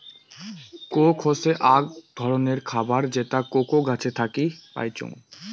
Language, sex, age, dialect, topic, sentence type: Bengali, male, 18-24, Rajbangshi, agriculture, statement